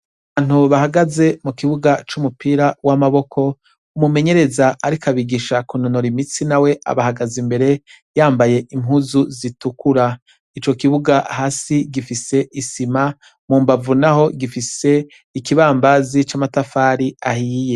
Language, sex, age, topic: Rundi, male, 36-49, education